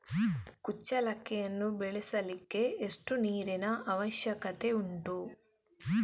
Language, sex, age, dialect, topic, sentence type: Kannada, female, 18-24, Coastal/Dakshin, agriculture, question